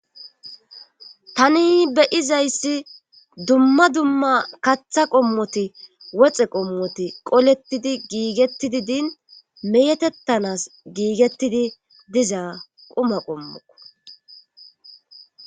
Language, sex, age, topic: Gamo, female, 25-35, government